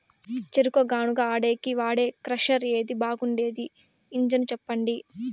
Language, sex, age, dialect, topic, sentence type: Telugu, female, 18-24, Southern, agriculture, question